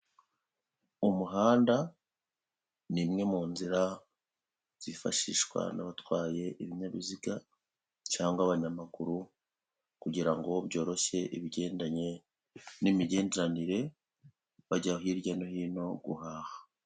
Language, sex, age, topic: Kinyarwanda, male, 36-49, government